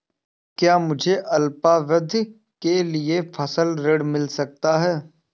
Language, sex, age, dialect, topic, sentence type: Hindi, male, 18-24, Awadhi Bundeli, banking, question